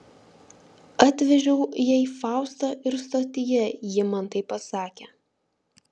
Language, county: Lithuanian, Vilnius